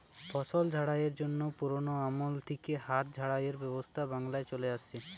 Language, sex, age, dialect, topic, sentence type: Bengali, male, 18-24, Western, agriculture, statement